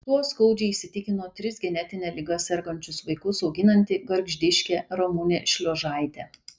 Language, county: Lithuanian, Kaunas